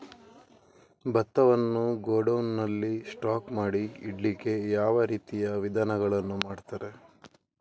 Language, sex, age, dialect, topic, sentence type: Kannada, male, 25-30, Coastal/Dakshin, agriculture, question